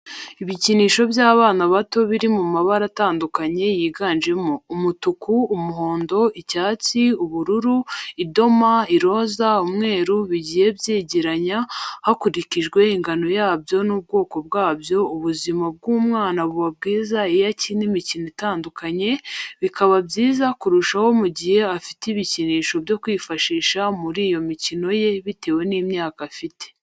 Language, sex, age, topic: Kinyarwanda, female, 25-35, education